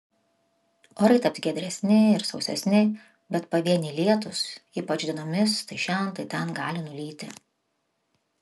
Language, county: Lithuanian, Vilnius